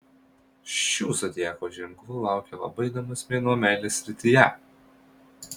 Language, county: Lithuanian, Marijampolė